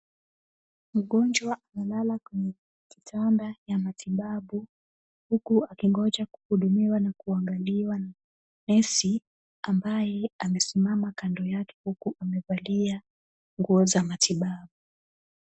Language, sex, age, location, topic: Swahili, female, 18-24, Kisumu, health